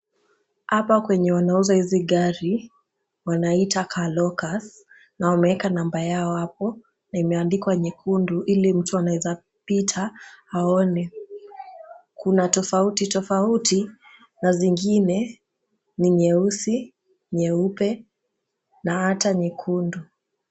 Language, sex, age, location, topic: Swahili, female, 18-24, Kisumu, finance